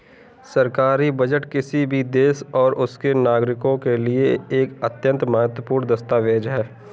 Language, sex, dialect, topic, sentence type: Hindi, male, Kanauji Braj Bhasha, banking, statement